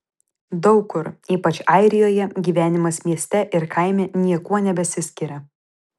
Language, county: Lithuanian, Vilnius